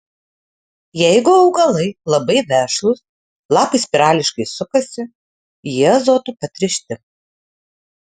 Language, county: Lithuanian, Utena